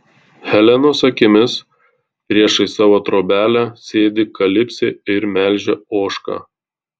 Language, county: Lithuanian, Tauragė